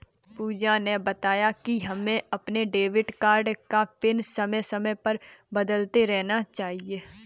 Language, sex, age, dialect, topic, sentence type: Hindi, female, 18-24, Kanauji Braj Bhasha, banking, statement